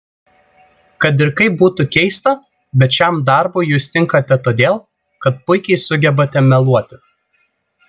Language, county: Lithuanian, Vilnius